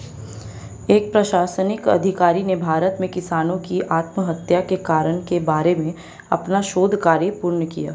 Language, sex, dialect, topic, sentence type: Hindi, female, Marwari Dhudhari, agriculture, statement